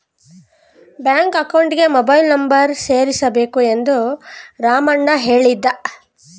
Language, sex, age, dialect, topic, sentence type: Kannada, female, 25-30, Mysore Kannada, banking, statement